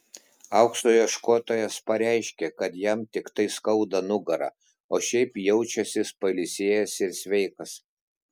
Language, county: Lithuanian, Klaipėda